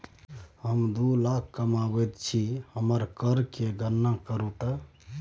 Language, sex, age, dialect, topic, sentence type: Maithili, male, 25-30, Bajjika, banking, statement